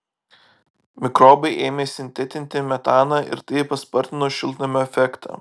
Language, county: Lithuanian, Vilnius